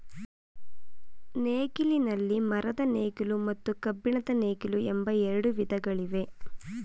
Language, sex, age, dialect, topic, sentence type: Kannada, female, 18-24, Mysore Kannada, agriculture, statement